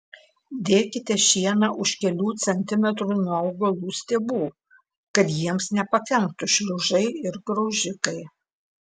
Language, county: Lithuanian, Klaipėda